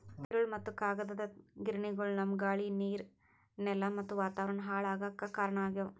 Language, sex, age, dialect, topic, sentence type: Kannada, female, 18-24, Northeastern, agriculture, statement